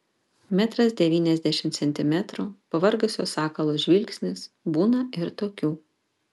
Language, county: Lithuanian, Panevėžys